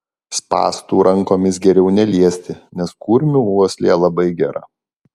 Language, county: Lithuanian, Alytus